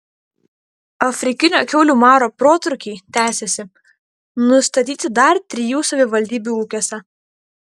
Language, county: Lithuanian, Vilnius